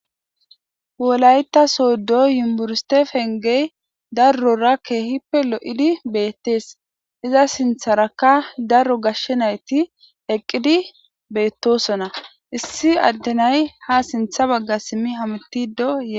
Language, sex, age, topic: Gamo, female, 25-35, government